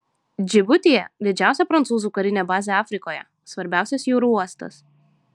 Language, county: Lithuanian, Šiauliai